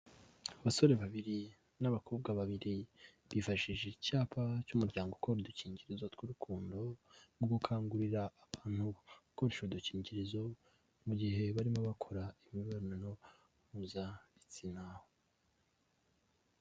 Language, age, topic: Kinyarwanda, 18-24, health